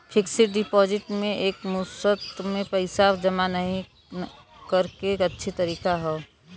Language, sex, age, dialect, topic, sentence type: Bhojpuri, female, 18-24, Western, banking, statement